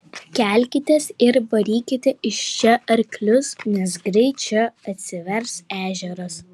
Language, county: Lithuanian, Kaunas